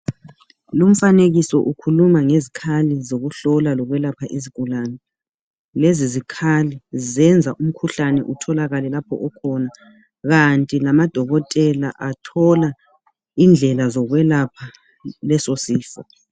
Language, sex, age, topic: North Ndebele, male, 36-49, health